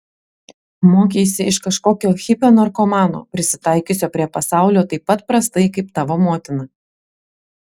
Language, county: Lithuanian, Klaipėda